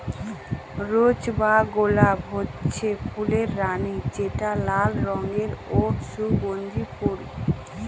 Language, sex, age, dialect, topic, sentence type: Bengali, female, 18-24, Northern/Varendri, agriculture, statement